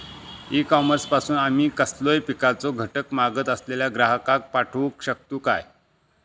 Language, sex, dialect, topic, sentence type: Marathi, male, Southern Konkan, agriculture, question